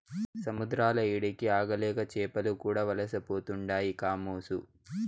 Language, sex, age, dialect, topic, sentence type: Telugu, male, 18-24, Southern, agriculture, statement